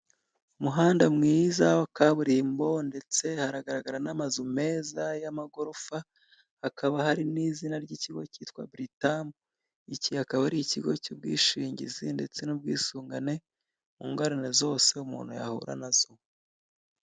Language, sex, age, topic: Kinyarwanda, female, 25-35, finance